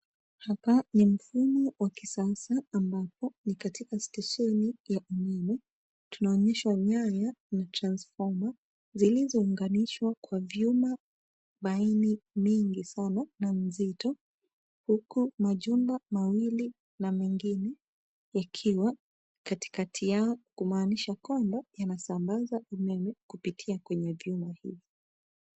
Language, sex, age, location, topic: Swahili, female, 25-35, Nairobi, government